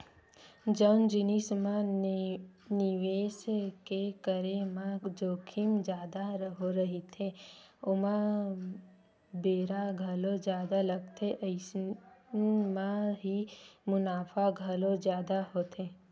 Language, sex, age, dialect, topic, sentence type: Chhattisgarhi, female, 18-24, Western/Budati/Khatahi, banking, statement